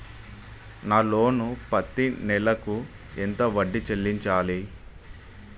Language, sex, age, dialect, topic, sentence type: Telugu, male, 25-30, Telangana, banking, question